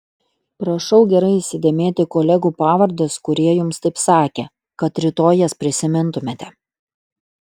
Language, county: Lithuanian, Utena